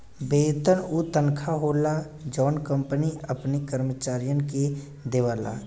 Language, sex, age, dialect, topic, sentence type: Bhojpuri, male, 25-30, Western, banking, statement